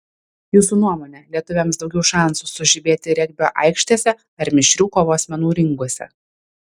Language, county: Lithuanian, Vilnius